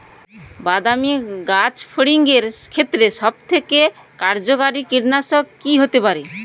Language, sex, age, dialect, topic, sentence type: Bengali, female, 18-24, Rajbangshi, agriculture, question